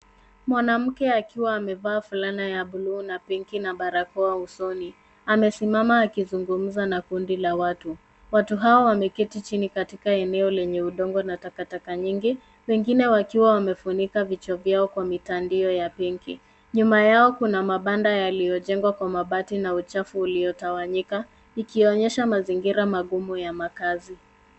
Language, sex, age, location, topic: Swahili, female, 25-35, Nairobi, health